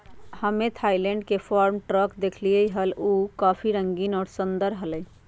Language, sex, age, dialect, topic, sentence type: Magahi, female, 51-55, Western, agriculture, statement